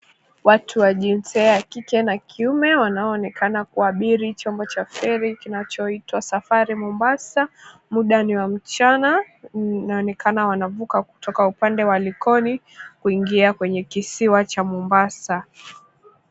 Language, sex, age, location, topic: Swahili, female, 25-35, Mombasa, government